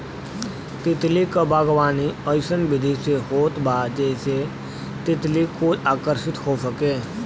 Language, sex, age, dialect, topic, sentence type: Bhojpuri, male, 60-100, Western, agriculture, statement